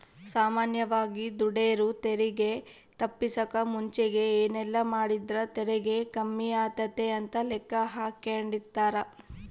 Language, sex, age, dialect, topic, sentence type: Kannada, female, 18-24, Central, banking, statement